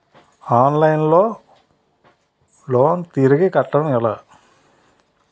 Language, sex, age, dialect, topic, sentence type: Telugu, male, 36-40, Utterandhra, banking, question